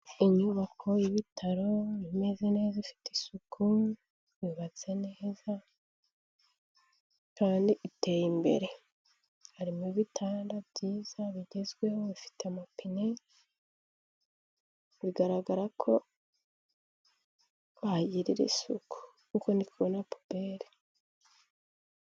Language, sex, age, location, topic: Kinyarwanda, female, 18-24, Kigali, health